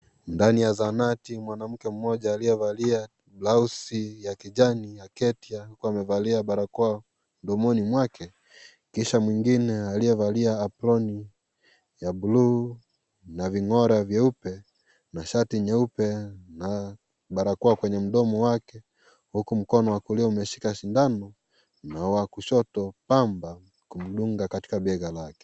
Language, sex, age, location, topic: Swahili, male, 25-35, Kisii, health